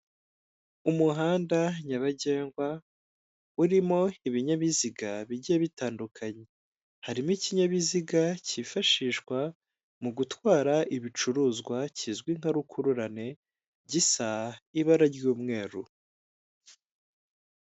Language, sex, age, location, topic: Kinyarwanda, male, 18-24, Kigali, government